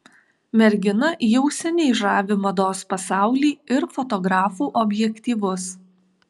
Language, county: Lithuanian, Alytus